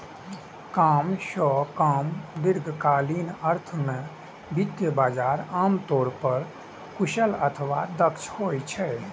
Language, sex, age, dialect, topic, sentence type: Maithili, male, 25-30, Eastern / Thethi, banking, statement